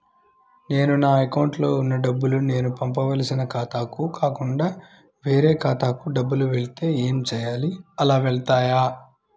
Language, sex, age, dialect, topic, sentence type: Telugu, male, 25-30, Central/Coastal, banking, question